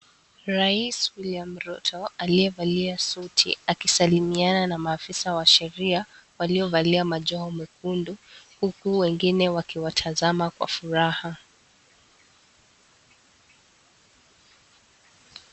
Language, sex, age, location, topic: Swahili, female, 18-24, Kisii, government